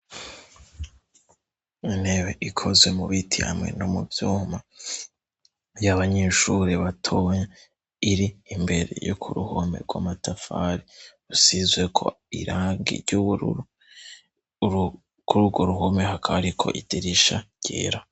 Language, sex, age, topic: Rundi, male, 18-24, education